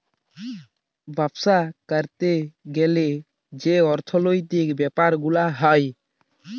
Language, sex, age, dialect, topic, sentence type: Bengali, male, 18-24, Jharkhandi, banking, statement